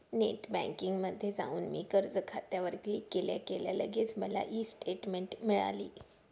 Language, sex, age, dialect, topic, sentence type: Marathi, female, 25-30, Northern Konkan, banking, statement